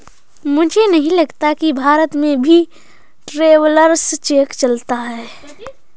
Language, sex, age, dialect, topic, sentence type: Hindi, female, 25-30, Awadhi Bundeli, banking, statement